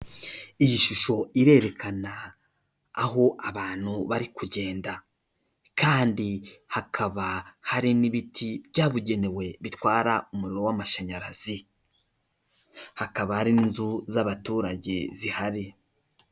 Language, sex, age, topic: Kinyarwanda, male, 18-24, government